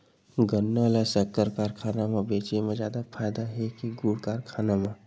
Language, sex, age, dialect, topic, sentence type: Chhattisgarhi, male, 46-50, Western/Budati/Khatahi, agriculture, question